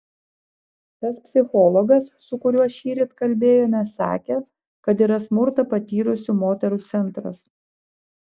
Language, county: Lithuanian, Klaipėda